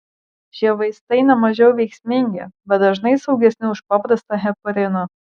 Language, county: Lithuanian, Marijampolė